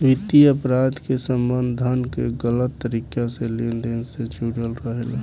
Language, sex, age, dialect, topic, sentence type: Bhojpuri, male, 18-24, Southern / Standard, banking, statement